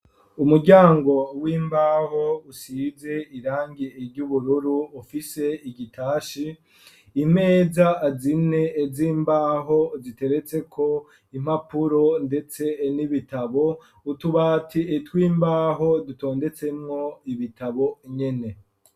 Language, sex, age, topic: Rundi, male, 25-35, education